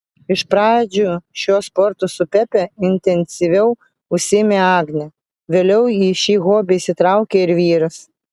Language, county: Lithuanian, Vilnius